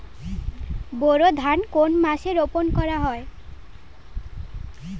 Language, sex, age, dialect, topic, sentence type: Bengali, female, 18-24, Standard Colloquial, agriculture, question